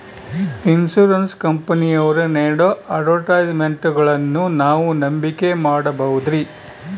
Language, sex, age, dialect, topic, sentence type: Kannada, male, 60-100, Central, banking, question